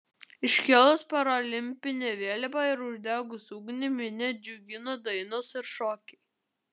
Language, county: Lithuanian, Vilnius